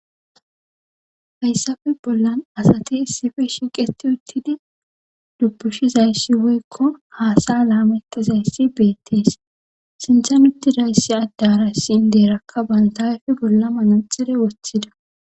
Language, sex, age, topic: Gamo, female, 18-24, government